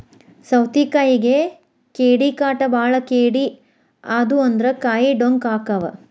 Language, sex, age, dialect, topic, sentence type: Kannada, female, 41-45, Dharwad Kannada, agriculture, statement